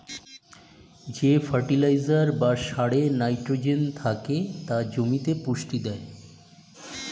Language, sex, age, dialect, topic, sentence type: Bengali, male, 51-55, Standard Colloquial, agriculture, statement